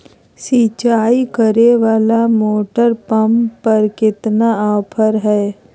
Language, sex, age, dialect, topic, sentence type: Magahi, female, 25-30, Southern, agriculture, question